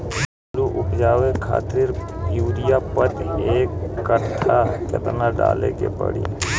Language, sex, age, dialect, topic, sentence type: Bhojpuri, female, 25-30, Southern / Standard, agriculture, question